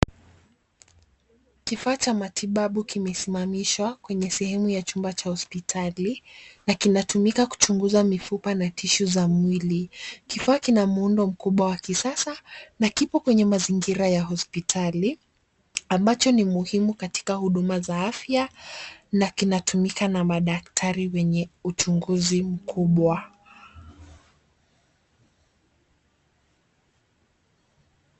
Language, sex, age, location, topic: Swahili, female, 25-35, Nairobi, health